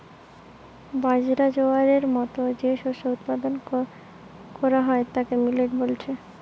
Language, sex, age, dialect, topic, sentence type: Bengali, female, 18-24, Western, agriculture, statement